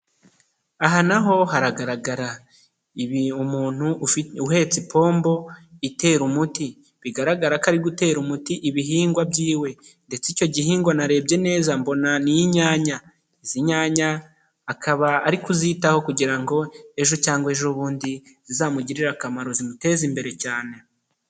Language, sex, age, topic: Kinyarwanda, male, 25-35, agriculture